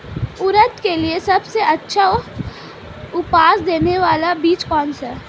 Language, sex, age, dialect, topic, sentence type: Hindi, female, 18-24, Marwari Dhudhari, agriculture, question